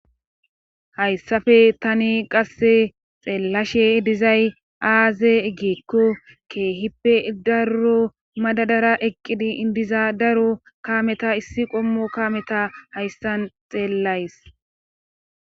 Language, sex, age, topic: Gamo, female, 25-35, government